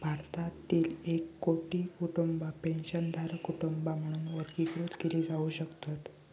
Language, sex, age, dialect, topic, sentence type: Marathi, male, 60-100, Southern Konkan, banking, statement